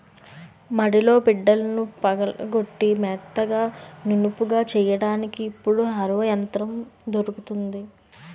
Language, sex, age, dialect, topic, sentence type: Telugu, female, 18-24, Utterandhra, agriculture, statement